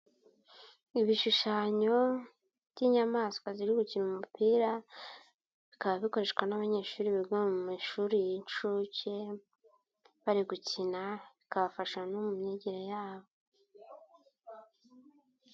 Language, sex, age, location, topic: Kinyarwanda, male, 25-35, Nyagatare, education